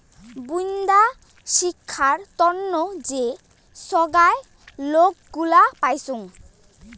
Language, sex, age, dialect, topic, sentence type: Bengali, female, 18-24, Rajbangshi, banking, statement